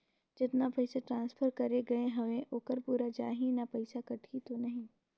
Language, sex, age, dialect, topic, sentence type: Chhattisgarhi, female, 18-24, Northern/Bhandar, banking, question